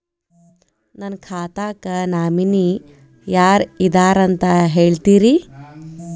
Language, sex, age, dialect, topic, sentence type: Kannada, female, 25-30, Dharwad Kannada, banking, question